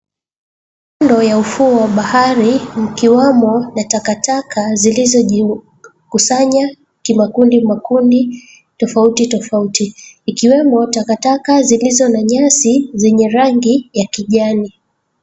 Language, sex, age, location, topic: Swahili, female, 25-35, Mombasa, agriculture